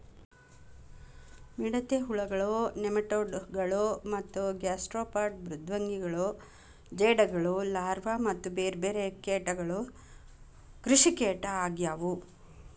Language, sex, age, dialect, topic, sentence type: Kannada, female, 56-60, Dharwad Kannada, agriculture, statement